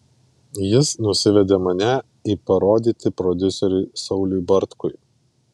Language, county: Lithuanian, Vilnius